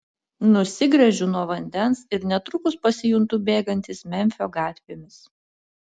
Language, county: Lithuanian, Utena